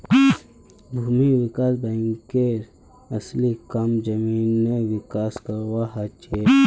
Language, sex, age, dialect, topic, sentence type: Magahi, male, 31-35, Northeastern/Surjapuri, banking, statement